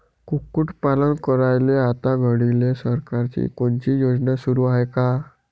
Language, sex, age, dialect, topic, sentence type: Marathi, male, 18-24, Varhadi, agriculture, question